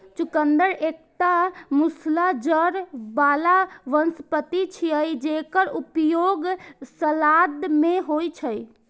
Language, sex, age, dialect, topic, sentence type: Maithili, female, 18-24, Eastern / Thethi, agriculture, statement